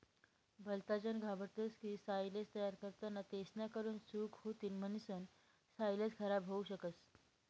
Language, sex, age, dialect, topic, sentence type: Marathi, female, 18-24, Northern Konkan, agriculture, statement